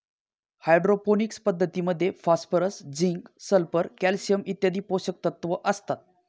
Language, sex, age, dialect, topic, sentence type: Marathi, male, 18-24, Northern Konkan, agriculture, statement